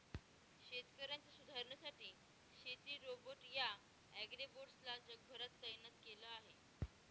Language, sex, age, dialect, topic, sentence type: Marathi, female, 18-24, Northern Konkan, agriculture, statement